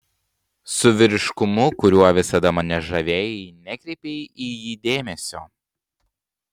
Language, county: Lithuanian, Panevėžys